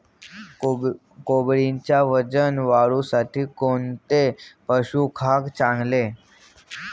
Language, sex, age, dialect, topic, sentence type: Marathi, male, 18-24, Standard Marathi, agriculture, question